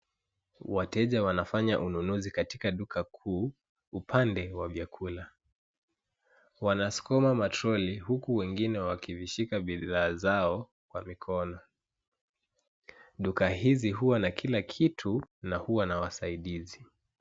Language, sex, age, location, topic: Swahili, male, 25-35, Nairobi, finance